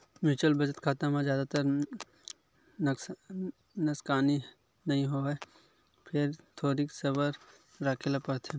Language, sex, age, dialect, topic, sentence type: Chhattisgarhi, male, 25-30, Western/Budati/Khatahi, banking, statement